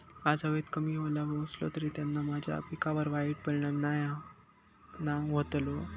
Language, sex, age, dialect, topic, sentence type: Marathi, male, 60-100, Southern Konkan, agriculture, question